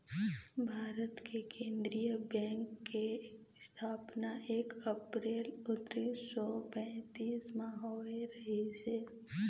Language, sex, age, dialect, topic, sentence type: Chhattisgarhi, female, 18-24, Eastern, banking, statement